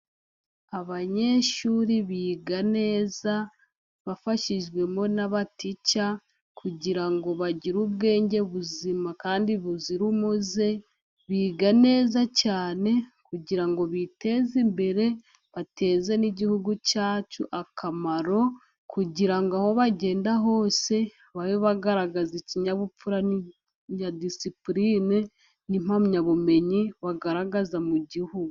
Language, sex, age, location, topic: Kinyarwanda, female, 50+, Musanze, education